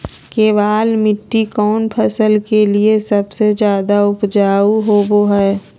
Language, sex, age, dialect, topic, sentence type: Magahi, female, 25-30, Southern, agriculture, question